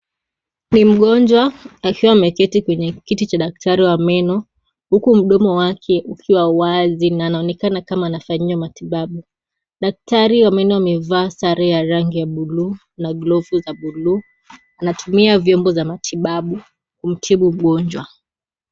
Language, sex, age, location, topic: Swahili, female, 18-24, Kisii, health